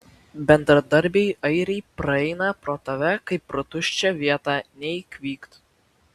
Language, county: Lithuanian, Vilnius